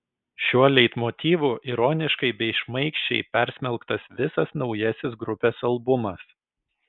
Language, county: Lithuanian, Kaunas